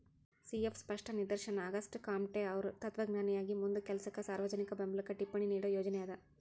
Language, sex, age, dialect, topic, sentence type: Kannada, female, 31-35, Dharwad Kannada, banking, statement